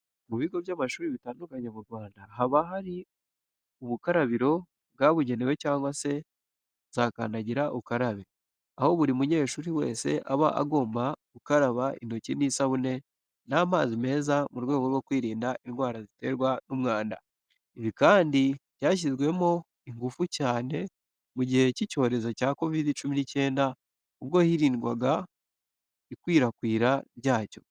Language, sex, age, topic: Kinyarwanda, male, 18-24, education